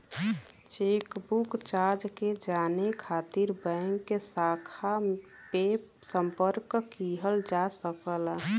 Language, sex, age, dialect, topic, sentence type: Bhojpuri, female, 18-24, Western, banking, statement